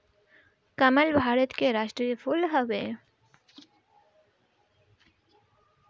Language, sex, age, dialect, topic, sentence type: Bhojpuri, female, 25-30, Northern, agriculture, statement